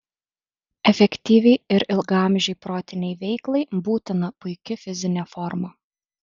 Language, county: Lithuanian, Alytus